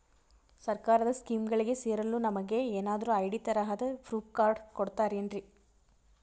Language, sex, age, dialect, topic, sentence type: Kannada, female, 18-24, Northeastern, banking, question